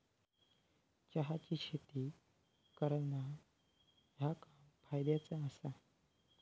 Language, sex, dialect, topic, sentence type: Marathi, male, Southern Konkan, agriculture, statement